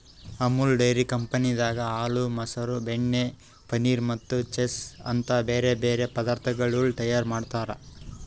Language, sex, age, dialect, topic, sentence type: Kannada, male, 25-30, Northeastern, agriculture, statement